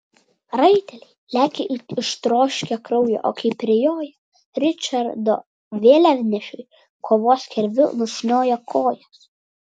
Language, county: Lithuanian, Vilnius